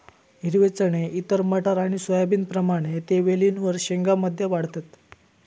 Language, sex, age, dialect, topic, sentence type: Marathi, male, 18-24, Southern Konkan, agriculture, statement